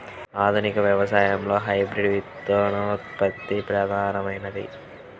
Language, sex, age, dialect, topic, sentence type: Telugu, male, 31-35, Central/Coastal, agriculture, statement